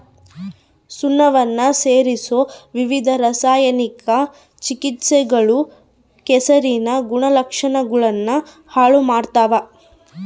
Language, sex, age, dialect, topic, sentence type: Kannada, female, 18-24, Central, agriculture, statement